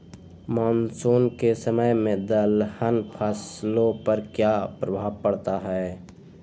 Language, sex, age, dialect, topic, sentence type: Magahi, female, 18-24, Western, agriculture, question